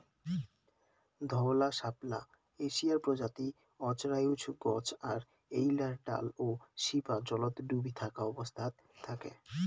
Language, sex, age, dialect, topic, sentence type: Bengali, male, 18-24, Rajbangshi, agriculture, statement